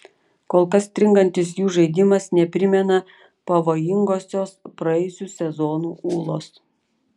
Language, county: Lithuanian, Panevėžys